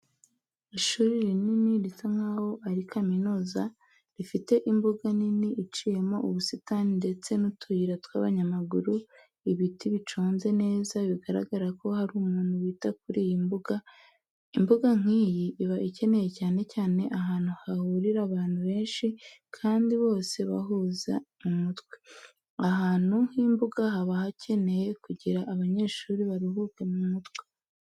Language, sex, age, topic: Kinyarwanda, female, 18-24, education